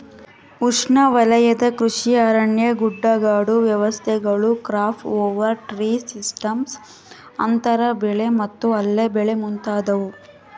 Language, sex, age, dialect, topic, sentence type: Kannada, female, 18-24, Central, agriculture, statement